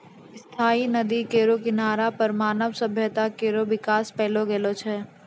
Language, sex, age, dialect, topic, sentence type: Maithili, female, 60-100, Angika, agriculture, statement